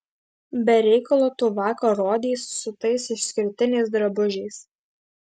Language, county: Lithuanian, Klaipėda